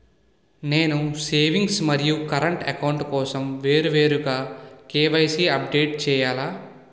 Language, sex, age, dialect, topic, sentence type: Telugu, male, 18-24, Utterandhra, banking, question